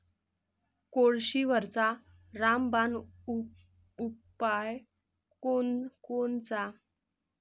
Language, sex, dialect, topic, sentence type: Marathi, female, Varhadi, agriculture, question